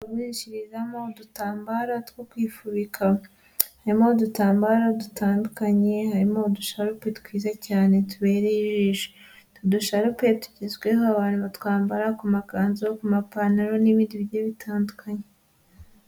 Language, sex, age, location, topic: Kinyarwanda, female, 25-35, Huye, finance